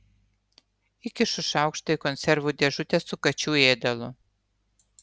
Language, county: Lithuanian, Utena